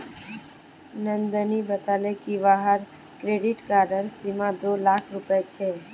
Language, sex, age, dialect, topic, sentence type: Magahi, female, 18-24, Northeastern/Surjapuri, banking, statement